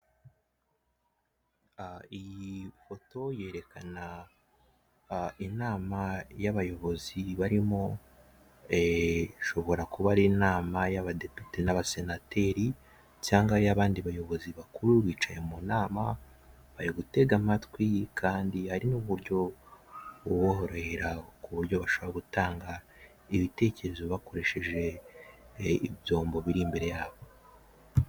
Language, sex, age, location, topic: Kinyarwanda, male, 18-24, Kigali, government